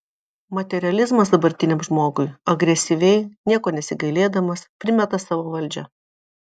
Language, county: Lithuanian, Vilnius